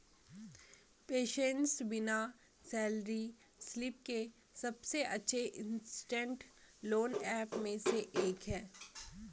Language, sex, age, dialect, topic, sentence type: Hindi, female, 18-24, Garhwali, banking, statement